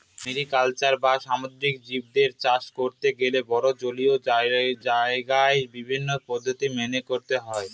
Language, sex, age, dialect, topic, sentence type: Bengali, male, 18-24, Northern/Varendri, agriculture, statement